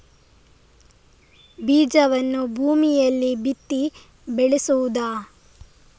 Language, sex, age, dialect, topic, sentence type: Kannada, female, 25-30, Coastal/Dakshin, agriculture, question